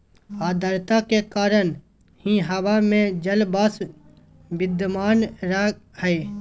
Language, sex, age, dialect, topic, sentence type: Magahi, male, 18-24, Southern, agriculture, statement